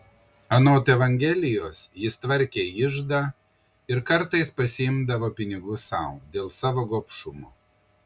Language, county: Lithuanian, Kaunas